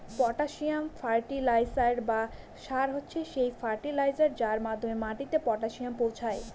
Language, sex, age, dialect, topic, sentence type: Bengali, female, 18-24, Northern/Varendri, agriculture, statement